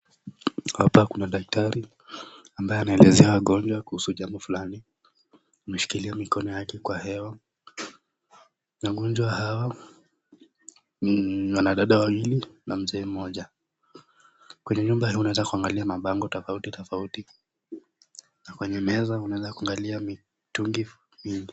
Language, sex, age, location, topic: Swahili, male, 18-24, Nakuru, agriculture